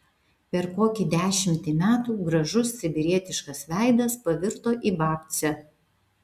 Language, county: Lithuanian, Vilnius